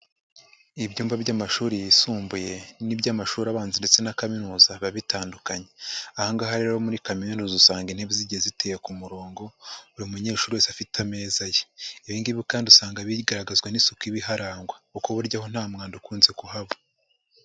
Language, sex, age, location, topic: Kinyarwanda, male, 25-35, Huye, education